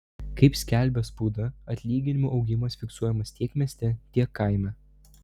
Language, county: Lithuanian, Vilnius